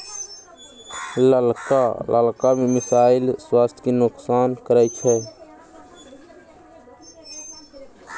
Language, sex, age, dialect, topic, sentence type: Magahi, male, 18-24, Western, agriculture, statement